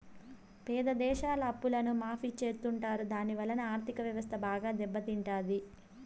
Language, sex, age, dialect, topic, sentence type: Telugu, female, 18-24, Southern, banking, statement